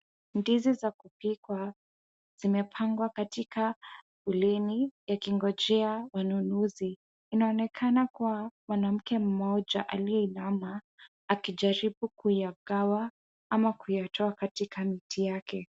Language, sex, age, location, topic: Swahili, female, 18-24, Kisumu, agriculture